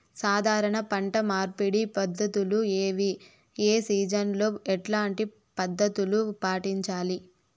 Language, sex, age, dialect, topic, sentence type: Telugu, male, 31-35, Southern, agriculture, question